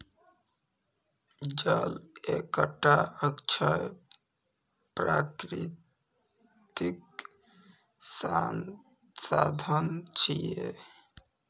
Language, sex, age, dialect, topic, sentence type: Maithili, male, 25-30, Eastern / Thethi, agriculture, statement